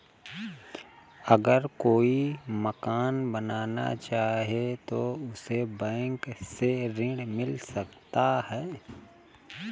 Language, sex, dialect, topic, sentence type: Hindi, male, Marwari Dhudhari, banking, question